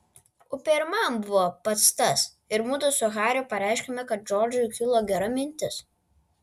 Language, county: Lithuanian, Vilnius